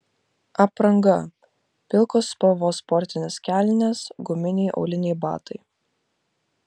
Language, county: Lithuanian, Vilnius